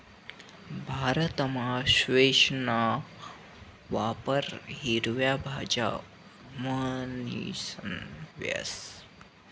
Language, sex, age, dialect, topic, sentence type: Marathi, male, 60-100, Northern Konkan, agriculture, statement